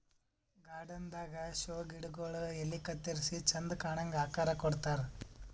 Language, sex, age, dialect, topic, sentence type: Kannada, male, 18-24, Northeastern, agriculture, statement